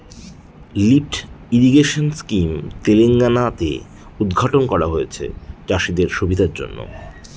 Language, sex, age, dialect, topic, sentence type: Bengali, male, 31-35, Northern/Varendri, agriculture, statement